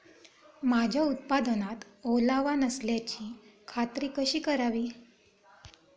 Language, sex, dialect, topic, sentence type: Marathi, female, Standard Marathi, agriculture, question